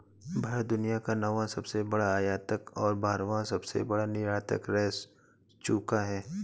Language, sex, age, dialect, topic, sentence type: Hindi, male, 31-35, Awadhi Bundeli, banking, statement